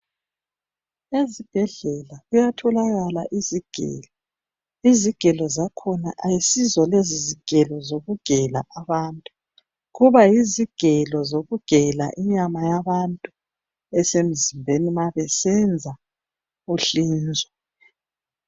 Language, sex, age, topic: North Ndebele, male, 25-35, health